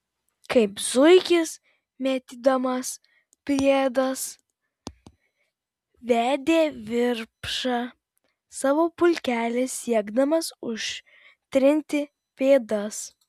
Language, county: Lithuanian, Vilnius